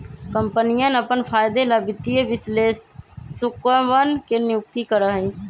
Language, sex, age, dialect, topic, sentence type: Magahi, male, 25-30, Western, banking, statement